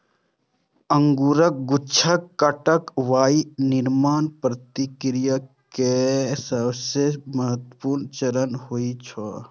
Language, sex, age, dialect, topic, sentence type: Maithili, male, 25-30, Eastern / Thethi, agriculture, statement